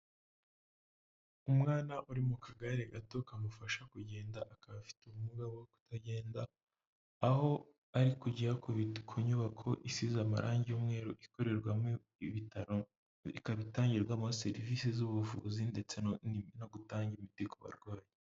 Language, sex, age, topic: Kinyarwanda, female, 25-35, health